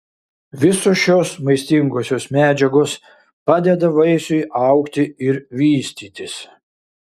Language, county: Lithuanian, Šiauliai